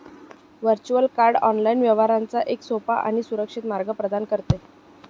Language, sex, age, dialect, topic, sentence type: Marathi, male, 60-100, Northern Konkan, banking, statement